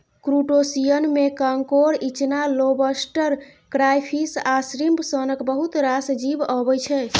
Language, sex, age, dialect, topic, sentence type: Maithili, female, 25-30, Bajjika, agriculture, statement